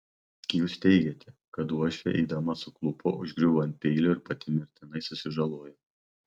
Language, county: Lithuanian, Panevėžys